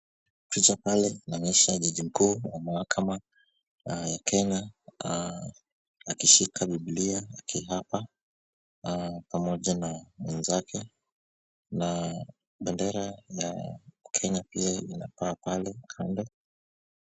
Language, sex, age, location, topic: Swahili, male, 25-35, Kisumu, government